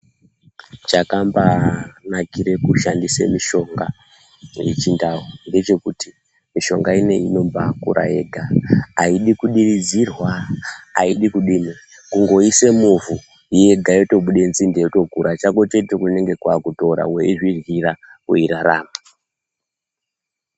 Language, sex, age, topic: Ndau, male, 25-35, health